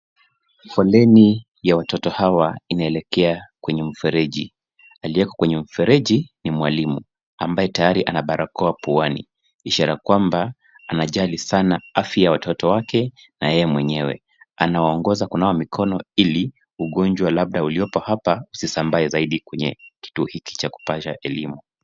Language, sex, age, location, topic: Swahili, male, 25-35, Nairobi, health